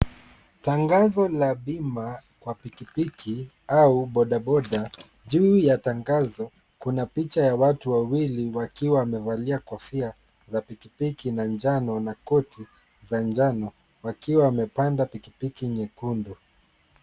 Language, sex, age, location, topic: Swahili, male, 25-35, Kisumu, finance